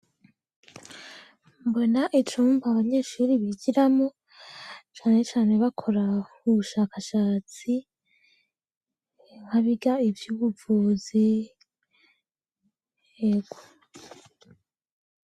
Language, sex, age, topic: Rundi, female, 18-24, education